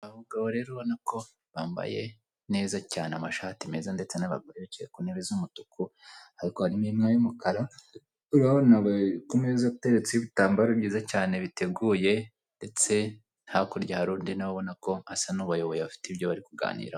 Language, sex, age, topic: Kinyarwanda, male, 25-35, government